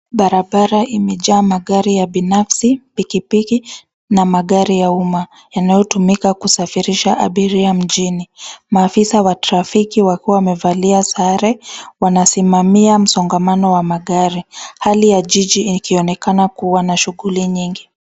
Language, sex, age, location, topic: Swahili, female, 25-35, Nairobi, government